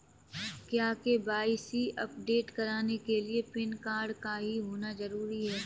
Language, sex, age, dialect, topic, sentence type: Hindi, female, 18-24, Kanauji Braj Bhasha, banking, statement